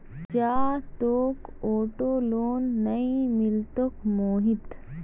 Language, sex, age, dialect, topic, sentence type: Magahi, female, 25-30, Northeastern/Surjapuri, banking, statement